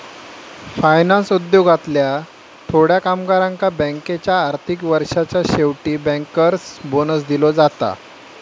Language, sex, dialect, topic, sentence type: Marathi, male, Southern Konkan, banking, statement